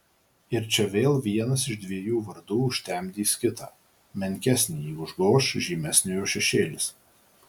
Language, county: Lithuanian, Marijampolė